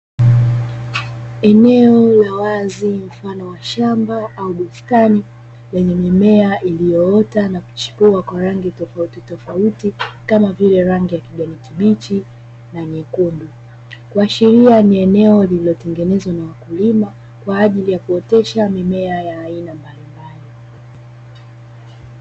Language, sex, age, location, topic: Swahili, female, 25-35, Dar es Salaam, agriculture